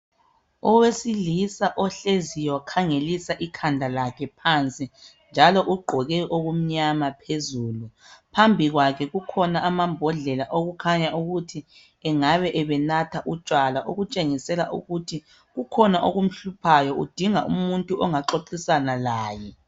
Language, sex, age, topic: North Ndebele, male, 36-49, health